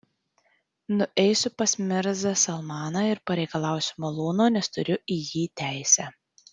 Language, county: Lithuanian, Tauragė